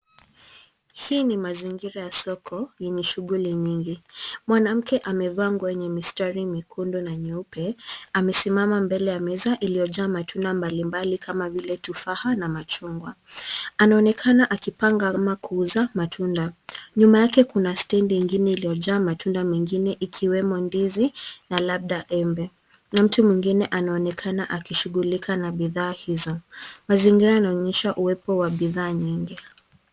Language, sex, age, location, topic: Swahili, female, 25-35, Nairobi, finance